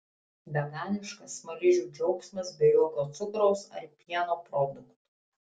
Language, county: Lithuanian, Tauragė